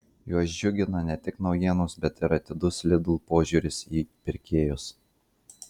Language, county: Lithuanian, Marijampolė